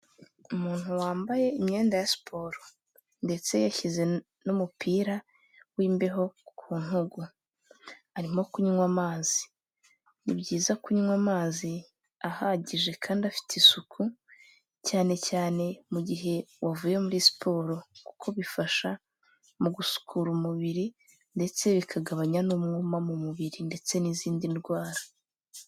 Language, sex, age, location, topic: Kinyarwanda, female, 18-24, Kigali, health